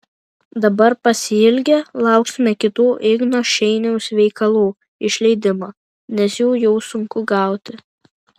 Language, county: Lithuanian, Vilnius